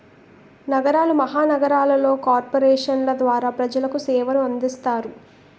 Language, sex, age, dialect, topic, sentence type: Telugu, female, 18-24, Utterandhra, banking, statement